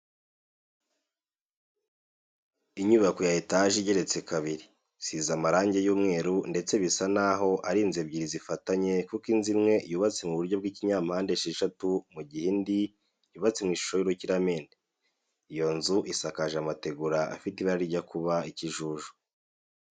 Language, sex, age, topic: Kinyarwanda, male, 18-24, education